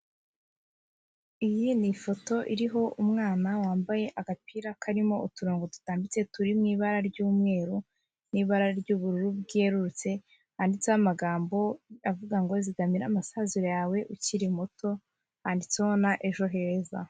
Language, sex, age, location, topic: Kinyarwanda, female, 25-35, Kigali, finance